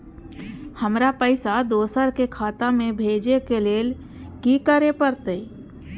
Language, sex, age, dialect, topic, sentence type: Maithili, female, 31-35, Eastern / Thethi, banking, question